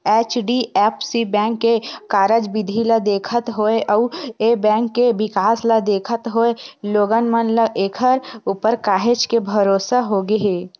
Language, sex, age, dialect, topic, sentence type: Chhattisgarhi, female, 18-24, Western/Budati/Khatahi, banking, statement